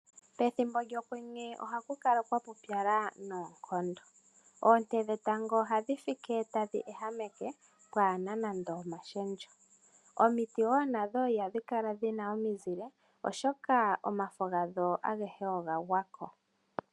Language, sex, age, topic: Oshiwambo, female, 25-35, agriculture